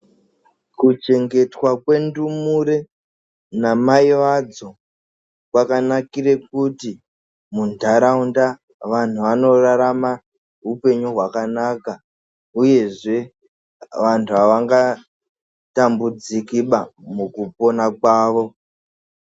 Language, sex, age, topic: Ndau, male, 25-35, health